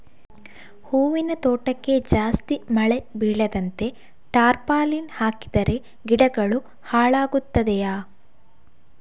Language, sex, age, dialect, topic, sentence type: Kannada, female, 51-55, Coastal/Dakshin, agriculture, question